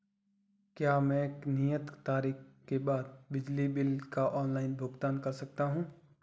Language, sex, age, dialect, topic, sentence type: Hindi, male, 18-24, Marwari Dhudhari, banking, question